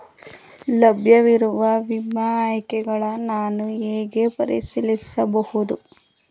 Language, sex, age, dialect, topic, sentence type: Kannada, female, 18-24, Mysore Kannada, banking, question